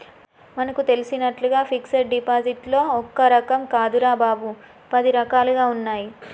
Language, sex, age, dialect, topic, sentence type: Telugu, female, 25-30, Telangana, banking, statement